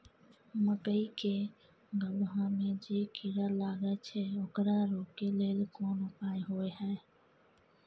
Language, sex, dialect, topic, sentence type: Maithili, female, Bajjika, agriculture, question